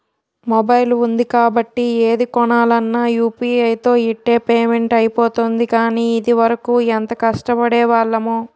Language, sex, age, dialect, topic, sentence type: Telugu, female, 18-24, Utterandhra, banking, statement